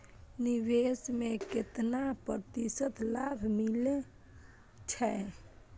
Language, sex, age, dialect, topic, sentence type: Maithili, female, 25-30, Eastern / Thethi, banking, question